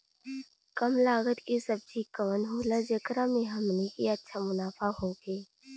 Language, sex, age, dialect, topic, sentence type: Bhojpuri, female, 18-24, Western, agriculture, question